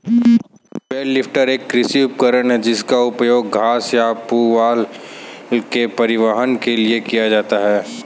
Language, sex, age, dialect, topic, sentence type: Hindi, male, 18-24, Kanauji Braj Bhasha, agriculture, statement